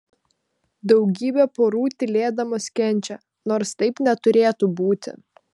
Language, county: Lithuanian, Vilnius